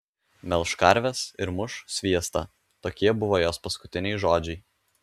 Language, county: Lithuanian, Alytus